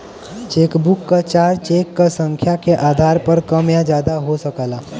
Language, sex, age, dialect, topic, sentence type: Bhojpuri, male, 18-24, Western, banking, statement